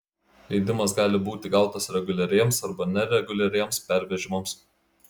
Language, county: Lithuanian, Klaipėda